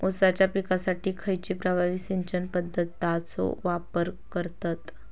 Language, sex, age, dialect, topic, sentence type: Marathi, female, 25-30, Southern Konkan, agriculture, question